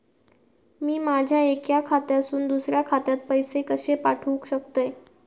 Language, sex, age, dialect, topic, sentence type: Marathi, female, 18-24, Southern Konkan, banking, question